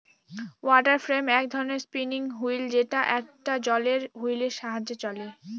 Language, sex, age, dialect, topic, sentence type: Bengali, female, 46-50, Northern/Varendri, agriculture, statement